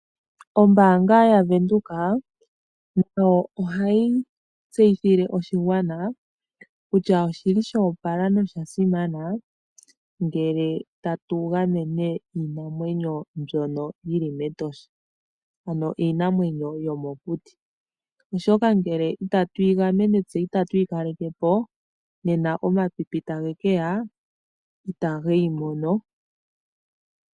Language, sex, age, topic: Oshiwambo, female, 18-24, finance